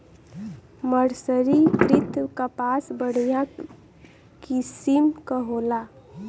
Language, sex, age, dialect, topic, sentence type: Bhojpuri, female, 18-24, Western, agriculture, statement